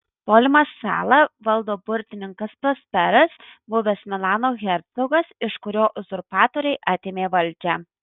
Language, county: Lithuanian, Marijampolė